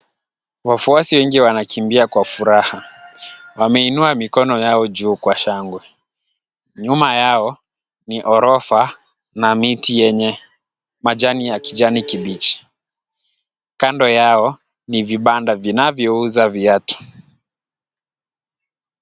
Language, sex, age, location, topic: Swahili, male, 18-24, Kisumu, government